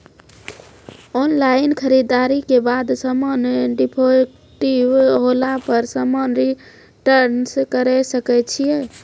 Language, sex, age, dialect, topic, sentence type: Maithili, female, 25-30, Angika, agriculture, question